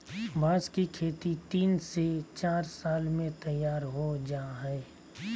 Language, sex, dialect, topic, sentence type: Magahi, male, Southern, agriculture, statement